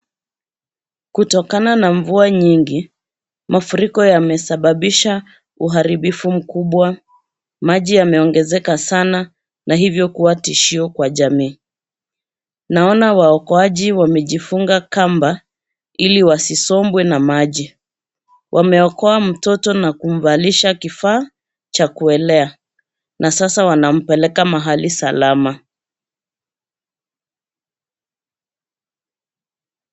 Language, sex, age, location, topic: Swahili, female, 36-49, Nairobi, health